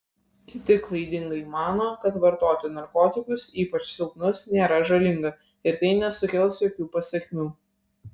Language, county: Lithuanian, Vilnius